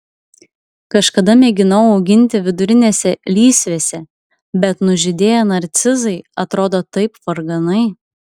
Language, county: Lithuanian, Klaipėda